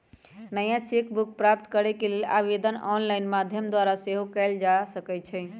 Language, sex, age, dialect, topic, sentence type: Magahi, male, 18-24, Western, banking, statement